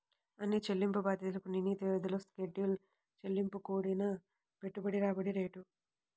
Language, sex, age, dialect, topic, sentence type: Telugu, male, 18-24, Central/Coastal, banking, statement